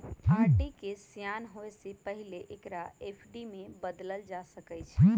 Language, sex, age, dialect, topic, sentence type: Magahi, female, 31-35, Western, banking, statement